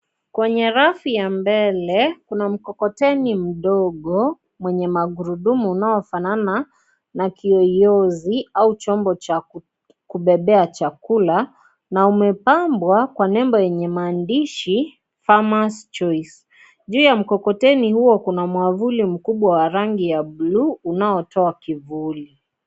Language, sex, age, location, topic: Swahili, female, 25-35, Kisii, finance